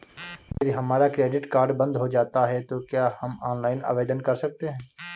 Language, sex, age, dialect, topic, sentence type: Hindi, male, 25-30, Awadhi Bundeli, banking, question